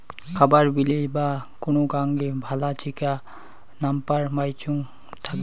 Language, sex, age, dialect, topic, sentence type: Bengali, male, 51-55, Rajbangshi, agriculture, statement